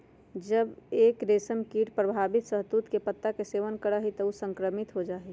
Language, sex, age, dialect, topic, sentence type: Magahi, female, 51-55, Western, agriculture, statement